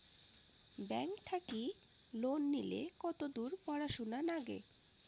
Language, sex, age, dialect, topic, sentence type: Bengali, female, 18-24, Rajbangshi, banking, question